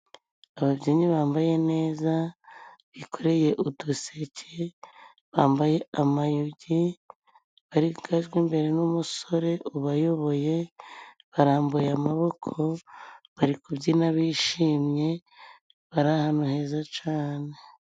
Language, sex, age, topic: Kinyarwanda, female, 25-35, government